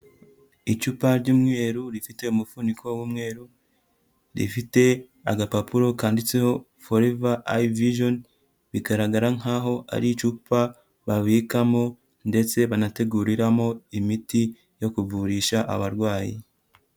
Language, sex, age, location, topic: Kinyarwanda, female, 25-35, Huye, health